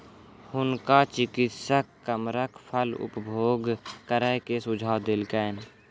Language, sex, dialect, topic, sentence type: Maithili, male, Southern/Standard, agriculture, statement